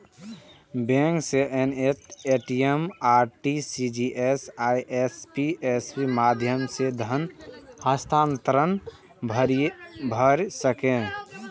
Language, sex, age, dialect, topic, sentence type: Maithili, male, 18-24, Eastern / Thethi, banking, statement